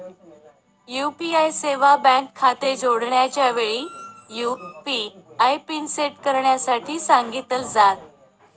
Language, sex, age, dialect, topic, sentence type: Marathi, female, 31-35, Northern Konkan, banking, statement